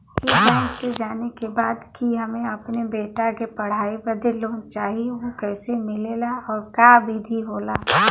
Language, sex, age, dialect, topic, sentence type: Bhojpuri, male, 18-24, Western, banking, question